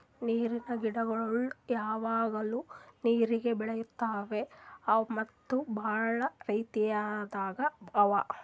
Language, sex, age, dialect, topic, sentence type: Kannada, female, 31-35, Northeastern, agriculture, statement